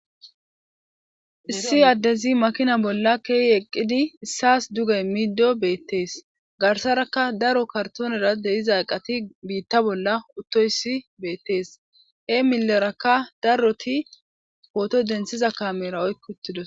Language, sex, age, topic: Gamo, female, 25-35, government